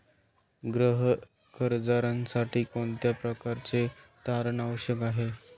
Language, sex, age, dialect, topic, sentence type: Marathi, male, 18-24, Standard Marathi, banking, question